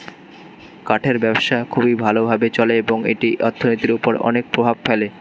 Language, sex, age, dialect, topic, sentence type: Bengali, male, 18-24, Standard Colloquial, agriculture, statement